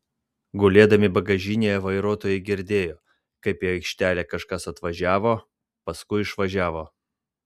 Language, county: Lithuanian, Vilnius